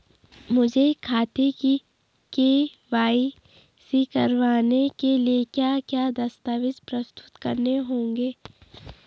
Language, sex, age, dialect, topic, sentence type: Hindi, female, 18-24, Garhwali, banking, question